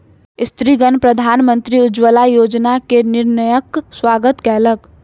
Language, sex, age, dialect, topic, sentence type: Maithili, female, 60-100, Southern/Standard, agriculture, statement